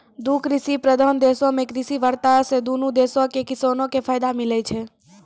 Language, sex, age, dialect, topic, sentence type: Maithili, female, 18-24, Angika, agriculture, statement